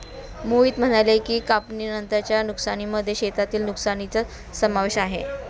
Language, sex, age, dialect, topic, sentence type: Marathi, female, 41-45, Standard Marathi, agriculture, statement